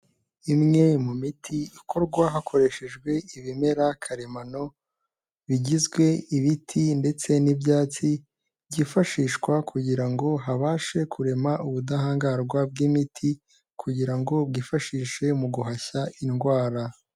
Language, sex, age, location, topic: Kinyarwanda, male, 18-24, Kigali, health